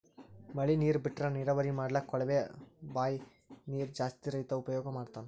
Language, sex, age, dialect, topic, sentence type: Kannada, male, 18-24, Northeastern, agriculture, statement